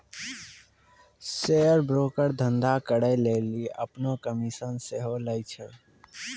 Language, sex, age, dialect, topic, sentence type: Maithili, male, 18-24, Angika, banking, statement